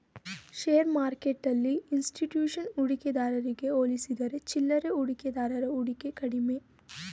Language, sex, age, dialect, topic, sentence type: Kannada, female, 18-24, Mysore Kannada, banking, statement